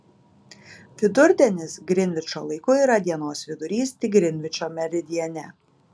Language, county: Lithuanian, Kaunas